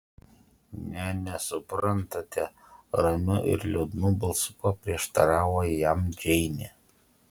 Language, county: Lithuanian, Utena